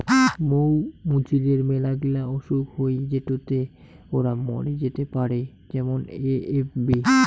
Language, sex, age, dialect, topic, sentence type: Bengali, male, 25-30, Rajbangshi, agriculture, statement